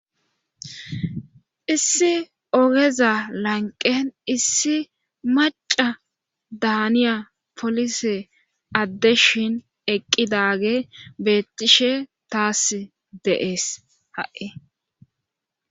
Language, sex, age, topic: Gamo, female, 25-35, government